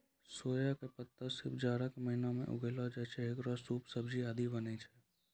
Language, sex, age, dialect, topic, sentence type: Maithili, male, 18-24, Angika, agriculture, statement